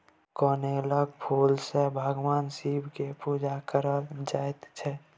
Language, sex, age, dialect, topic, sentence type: Maithili, male, 18-24, Bajjika, agriculture, statement